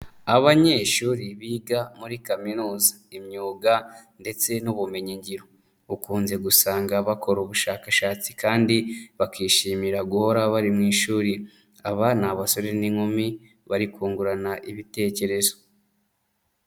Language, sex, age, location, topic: Kinyarwanda, male, 25-35, Nyagatare, education